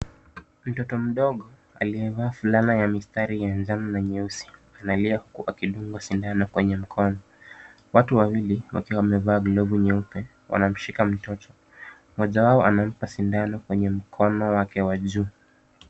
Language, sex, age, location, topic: Swahili, male, 25-35, Kisumu, health